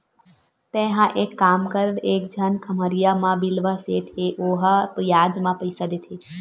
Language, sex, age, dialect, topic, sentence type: Chhattisgarhi, female, 18-24, Western/Budati/Khatahi, banking, statement